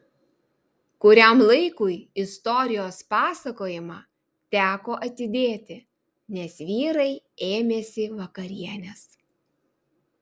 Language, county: Lithuanian, Vilnius